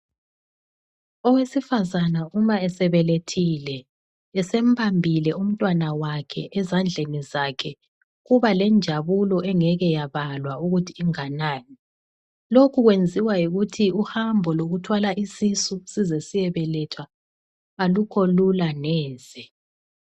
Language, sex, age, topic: North Ndebele, female, 36-49, health